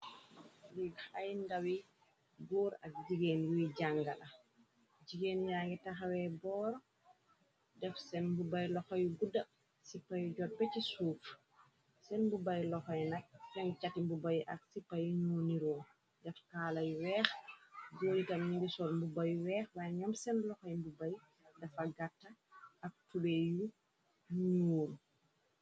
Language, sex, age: Wolof, female, 36-49